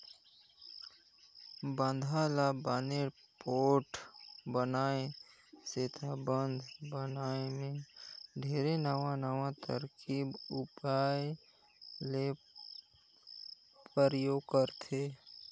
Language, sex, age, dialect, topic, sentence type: Chhattisgarhi, male, 56-60, Northern/Bhandar, agriculture, statement